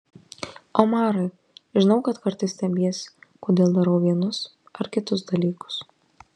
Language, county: Lithuanian, Marijampolė